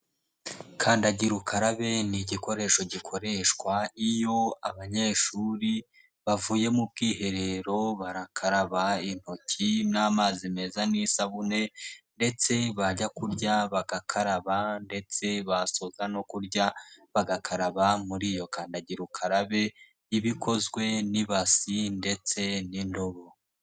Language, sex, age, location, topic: Kinyarwanda, male, 18-24, Nyagatare, education